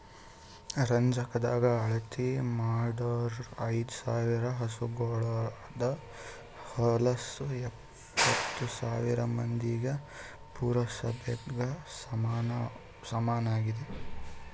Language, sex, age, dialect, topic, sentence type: Kannada, male, 18-24, Northeastern, agriculture, statement